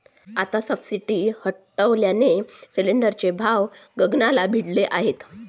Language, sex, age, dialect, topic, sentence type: Marathi, female, 60-100, Varhadi, banking, statement